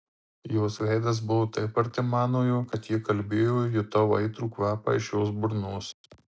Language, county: Lithuanian, Marijampolė